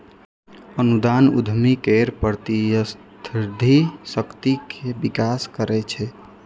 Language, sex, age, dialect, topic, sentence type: Maithili, male, 18-24, Eastern / Thethi, banking, statement